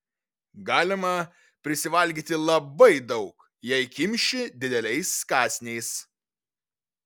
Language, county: Lithuanian, Vilnius